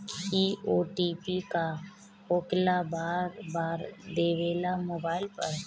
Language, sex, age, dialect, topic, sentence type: Bhojpuri, female, 25-30, Northern, banking, question